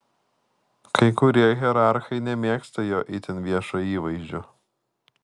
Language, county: Lithuanian, Vilnius